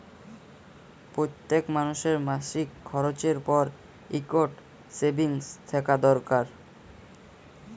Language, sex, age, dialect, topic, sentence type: Bengali, male, <18, Jharkhandi, banking, statement